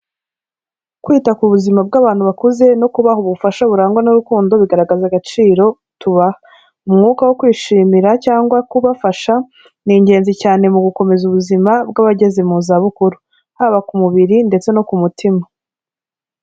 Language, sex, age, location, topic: Kinyarwanda, female, 25-35, Kigali, health